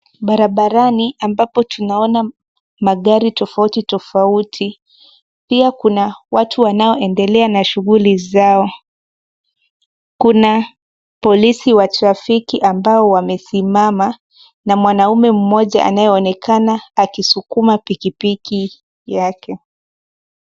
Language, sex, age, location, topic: Swahili, female, 18-24, Nairobi, government